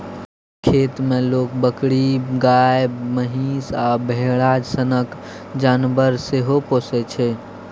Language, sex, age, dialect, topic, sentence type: Maithili, male, 18-24, Bajjika, agriculture, statement